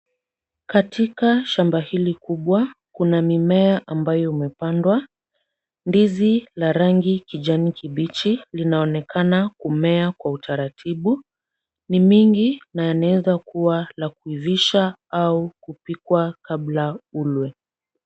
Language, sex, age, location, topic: Swahili, female, 50+, Kisumu, agriculture